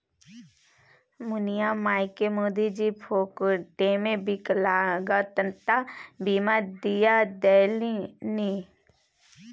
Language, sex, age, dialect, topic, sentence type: Maithili, female, 60-100, Bajjika, banking, statement